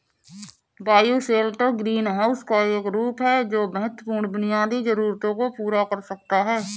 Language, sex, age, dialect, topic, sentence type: Hindi, female, 31-35, Awadhi Bundeli, agriculture, statement